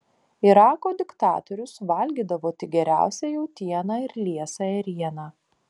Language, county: Lithuanian, Panevėžys